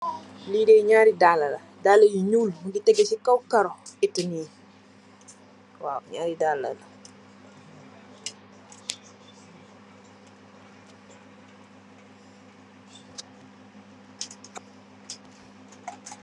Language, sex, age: Wolof, female, 25-35